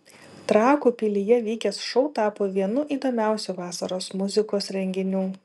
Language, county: Lithuanian, Vilnius